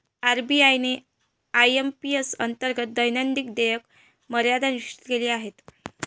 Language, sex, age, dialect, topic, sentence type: Marathi, female, 25-30, Varhadi, banking, statement